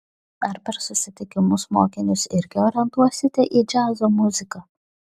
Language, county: Lithuanian, Šiauliai